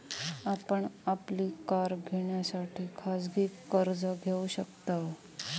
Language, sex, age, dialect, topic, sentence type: Marathi, female, 31-35, Southern Konkan, banking, statement